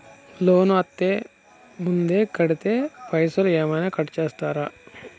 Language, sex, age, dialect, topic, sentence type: Telugu, male, 31-35, Telangana, banking, question